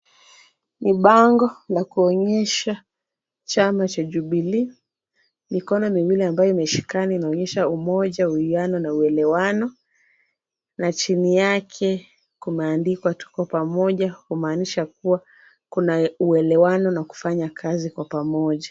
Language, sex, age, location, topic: Swahili, female, 25-35, Kisumu, government